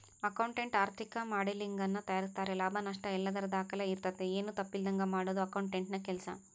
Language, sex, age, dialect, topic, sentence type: Kannada, female, 18-24, Central, banking, statement